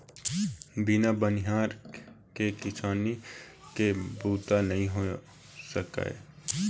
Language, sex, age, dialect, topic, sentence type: Chhattisgarhi, male, 18-24, Eastern, agriculture, statement